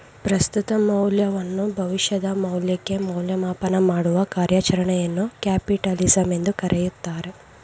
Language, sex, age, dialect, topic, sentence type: Kannada, female, 51-55, Mysore Kannada, banking, statement